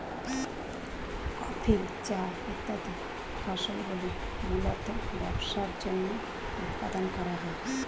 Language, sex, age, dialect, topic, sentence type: Bengali, female, 41-45, Standard Colloquial, agriculture, statement